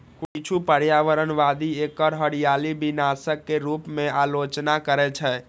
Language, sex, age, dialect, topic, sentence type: Maithili, male, 31-35, Eastern / Thethi, agriculture, statement